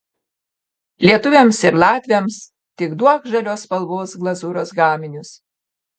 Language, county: Lithuanian, Panevėžys